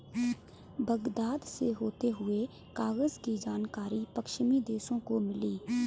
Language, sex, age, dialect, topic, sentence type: Hindi, female, 18-24, Kanauji Braj Bhasha, agriculture, statement